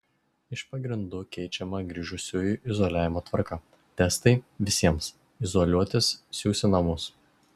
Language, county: Lithuanian, Šiauliai